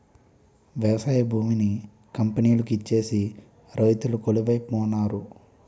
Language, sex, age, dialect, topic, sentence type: Telugu, male, 25-30, Utterandhra, agriculture, statement